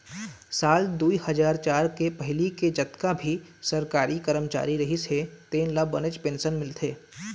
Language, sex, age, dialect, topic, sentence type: Chhattisgarhi, male, 18-24, Eastern, banking, statement